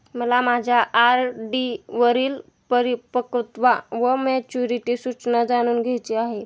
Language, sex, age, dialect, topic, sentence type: Marathi, male, 18-24, Standard Marathi, banking, statement